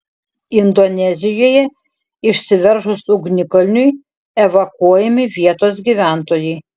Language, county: Lithuanian, Šiauliai